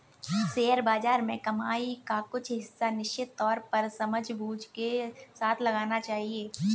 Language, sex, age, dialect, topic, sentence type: Hindi, female, 18-24, Kanauji Braj Bhasha, banking, statement